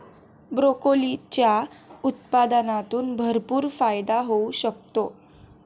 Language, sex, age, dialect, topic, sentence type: Marathi, female, 18-24, Standard Marathi, agriculture, statement